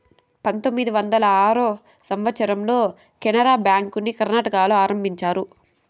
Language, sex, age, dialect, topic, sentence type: Telugu, female, 18-24, Southern, banking, statement